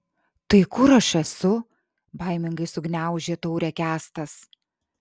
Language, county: Lithuanian, Šiauliai